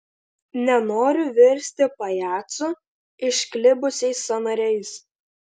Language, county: Lithuanian, Alytus